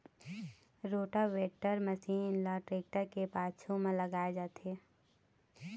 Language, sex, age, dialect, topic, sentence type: Chhattisgarhi, female, 25-30, Eastern, agriculture, statement